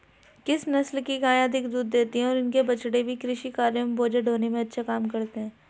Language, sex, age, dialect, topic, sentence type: Hindi, male, 31-35, Hindustani Malvi Khadi Boli, agriculture, question